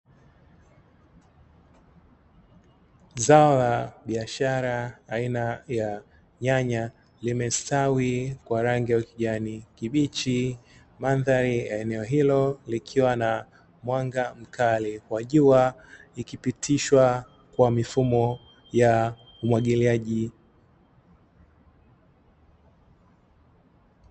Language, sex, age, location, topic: Swahili, male, 36-49, Dar es Salaam, agriculture